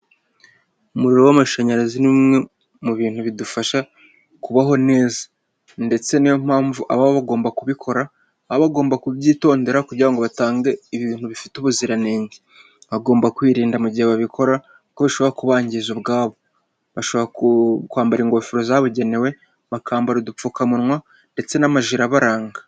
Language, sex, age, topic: Kinyarwanda, male, 25-35, government